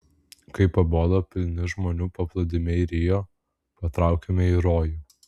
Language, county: Lithuanian, Vilnius